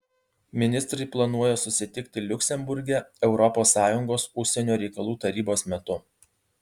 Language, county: Lithuanian, Alytus